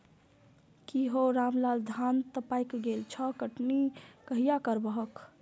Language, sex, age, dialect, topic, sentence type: Maithili, female, 25-30, Eastern / Thethi, agriculture, statement